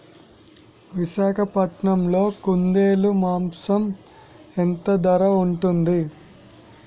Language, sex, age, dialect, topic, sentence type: Telugu, male, 18-24, Utterandhra, agriculture, question